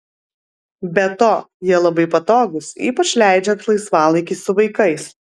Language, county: Lithuanian, Alytus